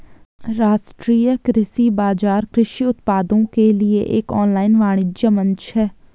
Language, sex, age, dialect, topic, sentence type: Hindi, female, 18-24, Garhwali, agriculture, statement